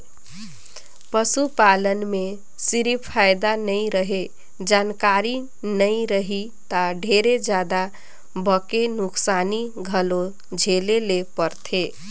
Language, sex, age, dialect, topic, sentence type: Chhattisgarhi, female, 31-35, Northern/Bhandar, agriculture, statement